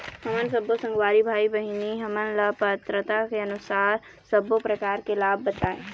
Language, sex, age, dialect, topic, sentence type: Chhattisgarhi, female, 18-24, Eastern, banking, question